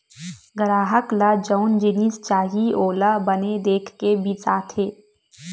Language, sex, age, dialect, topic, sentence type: Chhattisgarhi, female, 18-24, Western/Budati/Khatahi, agriculture, statement